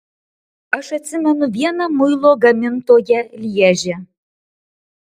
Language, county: Lithuanian, Marijampolė